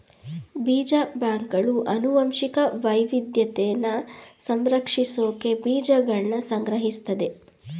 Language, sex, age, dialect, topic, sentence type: Kannada, female, 25-30, Mysore Kannada, agriculture, statement